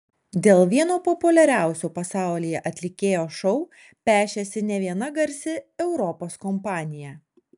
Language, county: Lithuanian, Alytus